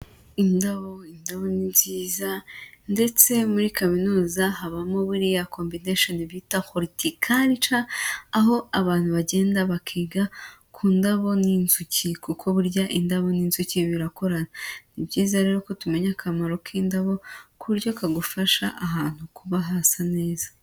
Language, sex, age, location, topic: Kinyarwanda, female, 18-24, Huye, agriculture